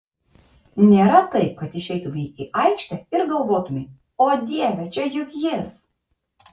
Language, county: Lithuanian, Kaunas